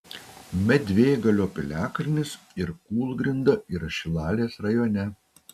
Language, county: Lithuanian, Utena